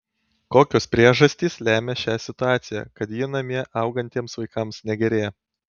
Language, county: Lithuanian, Panevėžys